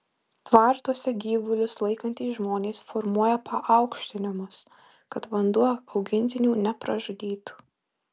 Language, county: Lithuanian, Marijampolė